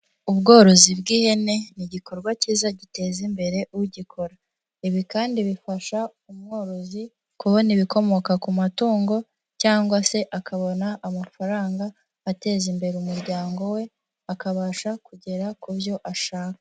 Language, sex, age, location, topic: Kinyarwanda, female, 18-24, Huye, agriculture